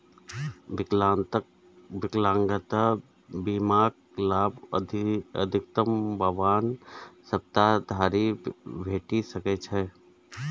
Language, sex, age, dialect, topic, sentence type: Maithili, male, 36-40, Eastern / Thethi, banking, statement